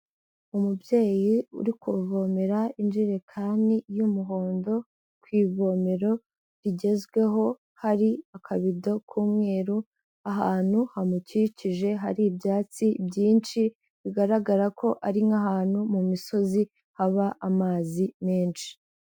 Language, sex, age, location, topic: Kinyarwanda, female, 18-24, Kigali, health